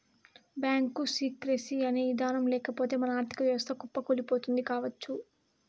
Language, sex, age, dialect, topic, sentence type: Telugu, female, 18-24, Southern, banking, statement